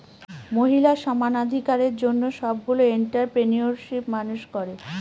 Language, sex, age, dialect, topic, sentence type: Bengali, female, 36-40, Northern/Varendri, banking, statement